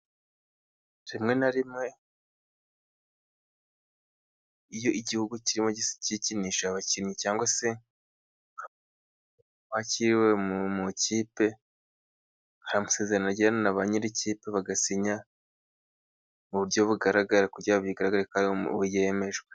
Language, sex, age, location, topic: Kinyarwanda, male, 18-24, Musanze, government